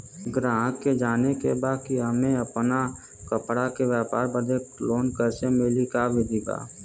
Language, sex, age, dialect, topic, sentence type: Bhojpuri, male, 18-24, Western, banking, question